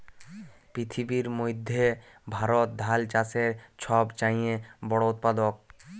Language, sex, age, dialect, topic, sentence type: Bengali, male, 18-24, Jharkhandi, agriculture, statement